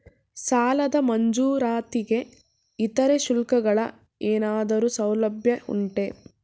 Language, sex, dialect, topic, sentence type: Kannada, female, Mysore Kannada, banking, question